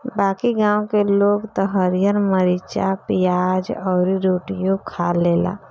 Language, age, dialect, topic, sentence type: Bhojpuri, 25-30, Northern, agriculture, statement